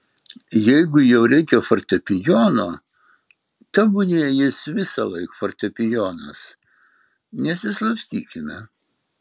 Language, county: Lithuanian, Marijampolė